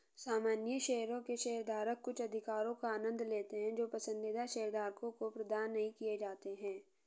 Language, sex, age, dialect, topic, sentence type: Hindi, female, 46-50, Hindustani Malvi Khadi Boli, banking, statement